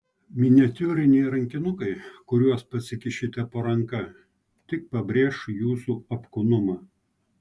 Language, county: Lithuanian, Klaipėda